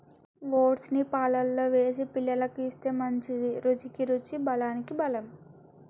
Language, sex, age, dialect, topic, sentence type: Telugu, female, 18-24, Telangana, agriculture, statement